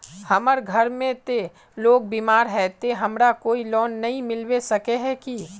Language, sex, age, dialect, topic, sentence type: Magahi, male, 18-24, Northeastern/Surjapuri, banking, question